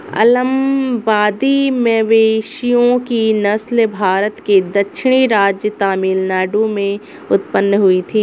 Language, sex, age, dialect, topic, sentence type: Hindi, female, 25-30, Awadhi Bundeli, agriculture, statement